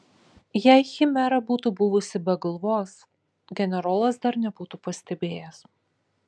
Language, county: Lithuanian, Kaunas